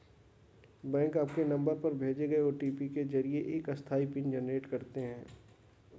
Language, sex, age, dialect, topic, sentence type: Hindi, male, 60-100, Kanauji Braj Bhasha, banking, statement